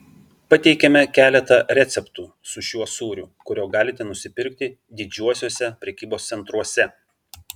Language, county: Lithuanian, Vilnius